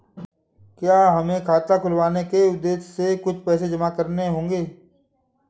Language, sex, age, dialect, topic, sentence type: Hindi, male, 25-30, Awadhi Bundeli, banking, question